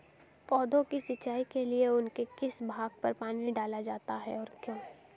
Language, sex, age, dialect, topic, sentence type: Hindi, female, 18-24, Hindustani Malvi Khadi Boli, agriculture, question